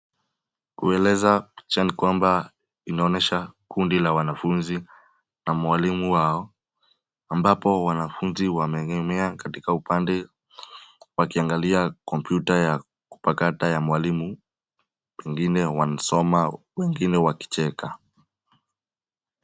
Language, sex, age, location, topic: Swahili, male, 18-24, Nairobi, education